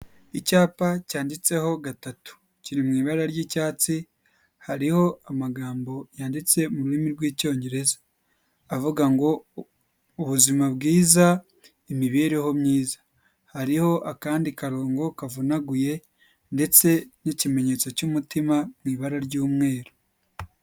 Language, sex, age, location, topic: Kinyarwanda, male, 25-35, Huye, health